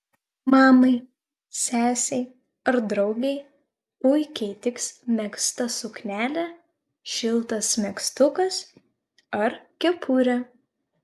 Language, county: Lithuanian, Vilnius